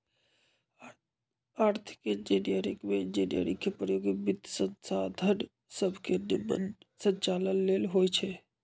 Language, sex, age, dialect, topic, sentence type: Magahi, male, 25-30, Western, banking, statement